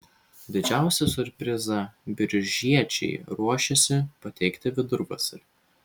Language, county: Lithuanian, Vilnius